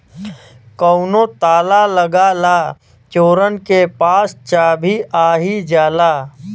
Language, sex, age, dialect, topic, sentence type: Bhojpuri, male, 31-35, Western, banking, statement